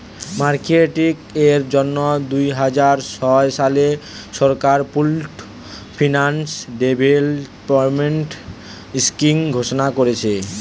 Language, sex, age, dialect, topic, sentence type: Bengali, male, 18-24, Western, banking, statement